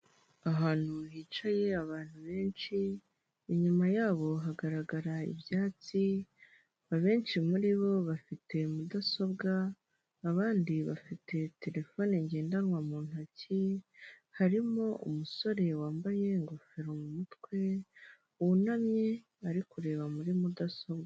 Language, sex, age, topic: Kinyarwanda, female, 18-24, government